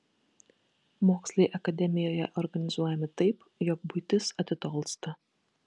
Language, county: Lithuanian, Kaunas